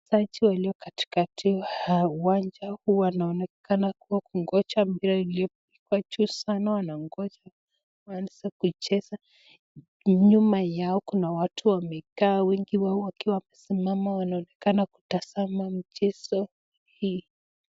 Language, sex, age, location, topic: Swahili, female, 25-35, Nakuru, government